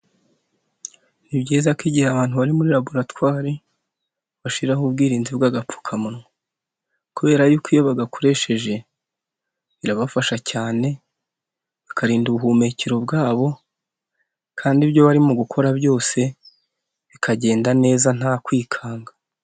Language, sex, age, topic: Kinyarwanda, male, 18-24, health